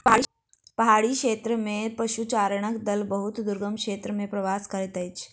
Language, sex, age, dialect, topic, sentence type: Maithili, female, 56-60, Southern/Standard, agriculture, statement